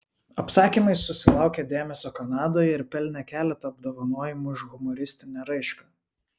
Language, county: Lithuanian, Vilnius